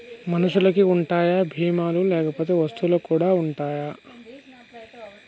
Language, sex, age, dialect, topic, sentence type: Telugu, male, 31-35, Telangana, banking, question